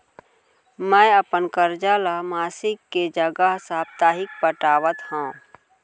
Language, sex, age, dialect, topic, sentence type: Chhattisgarhi, female, 56-60, Central, banking, statement